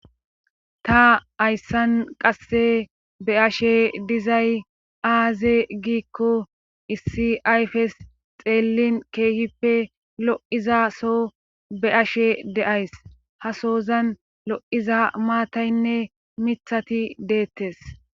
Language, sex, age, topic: Gamo, female, 25-35, government